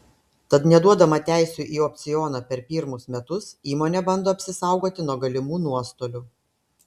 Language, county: Lithuanian, Klaipėda